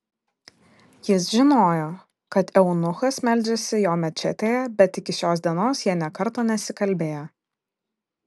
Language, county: Lithuanian, Vilnius